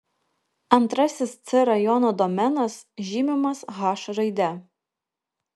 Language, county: Lithuanian, Kaunas